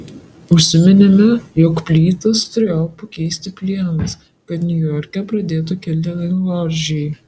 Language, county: Lithuanian, Kaunas